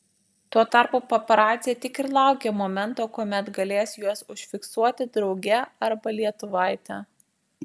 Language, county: Lithuanian, Vilnius